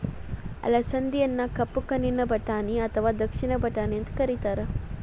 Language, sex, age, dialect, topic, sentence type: Kannada, female, 41-45, Dharwad Kannada, agriculture, statement